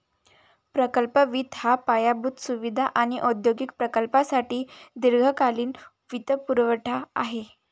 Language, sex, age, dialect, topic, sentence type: Marathi, female, 18-24, Varhadi, banking, statement